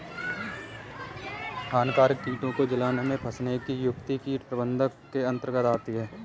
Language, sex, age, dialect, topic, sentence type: Hindi, male, 25-30, Kanauji Braj Bhasha, agriculture, statement